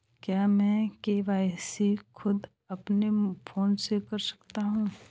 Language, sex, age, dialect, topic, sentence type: Hindi, male, 18-24, Hindustani Malvi Khadi Boli, banking, question